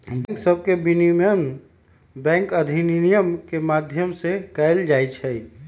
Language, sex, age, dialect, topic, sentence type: Magahi, male, 36-40, Western, banking, statement